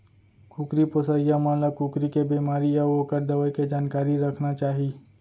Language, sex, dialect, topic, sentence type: Chhattisgarhi, male, Central, agriculture, statement